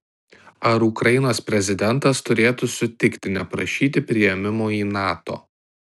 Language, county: Lithuanian, Tauragė